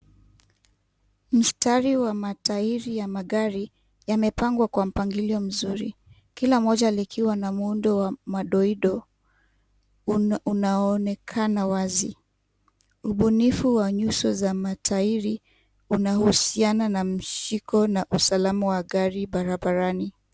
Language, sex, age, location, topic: Swahili, female, 25-35, Kisumu, finance